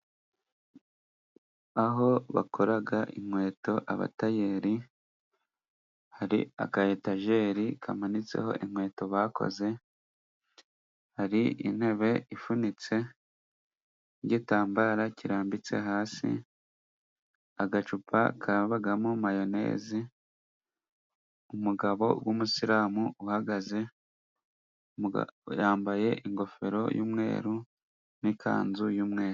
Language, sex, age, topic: Kinyarwanda, male, 25-35, finance